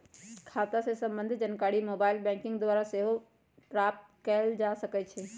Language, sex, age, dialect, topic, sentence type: Magahi, female, 25-30, Western, banking, statement